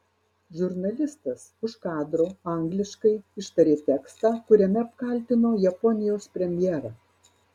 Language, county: Lithuanian, Marijampolė